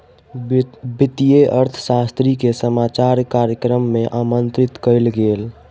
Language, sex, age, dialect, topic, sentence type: Maithili, male, 18-24, Southern/Standard, banking, statement